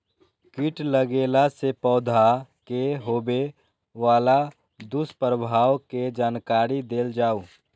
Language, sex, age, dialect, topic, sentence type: Maithili, male, 18-24, Eastern / Thethi, agriculture, question